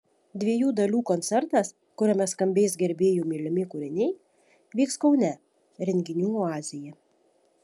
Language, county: Lithuanian, Šiauliai